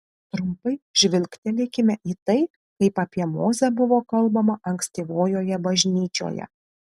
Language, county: Lithuanian, Kaunas